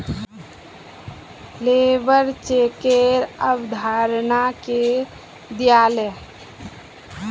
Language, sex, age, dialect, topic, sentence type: Magahi, female, 25-30, Northeastern/Surjapuri, banking, statement